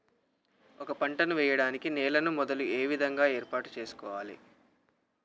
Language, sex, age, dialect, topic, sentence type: Telugu, male, 18-24, Telangana, agriculture, question